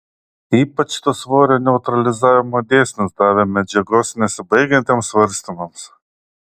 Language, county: Lithuanian, Klaipėda